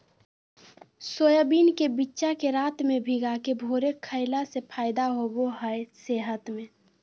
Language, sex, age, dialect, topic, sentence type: Magahi, female, 56-60, Southern, agriculture, statement